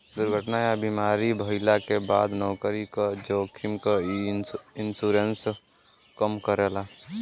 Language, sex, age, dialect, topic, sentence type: Bhojpuri, male, 18-24, Western, banking, statement